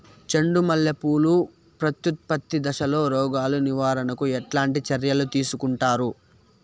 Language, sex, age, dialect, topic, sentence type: Telugu, male, 18-24, Southern, agriculture, question